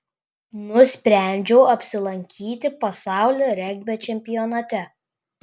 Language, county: Lithuanian, Klaipėda